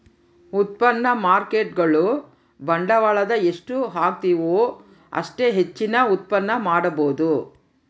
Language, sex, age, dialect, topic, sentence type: Kannada, female, 31-35, Central, banking, statement